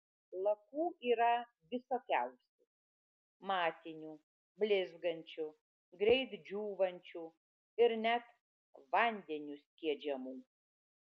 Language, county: Lithuanian, Vilnius